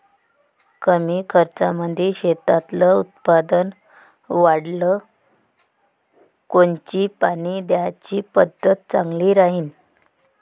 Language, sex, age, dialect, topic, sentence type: Marathi, female, 36-40, Varhadi, agriculture, question